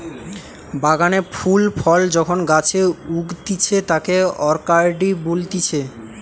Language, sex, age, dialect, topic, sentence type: Bengali, male, 18-24, Western, agriculture, statement